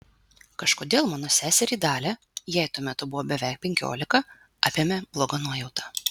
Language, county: Lithuanian, Vilnius